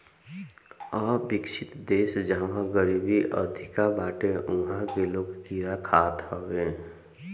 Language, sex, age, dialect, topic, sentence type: Bhojpuri, female, 51-55, Northern, agriculture, statement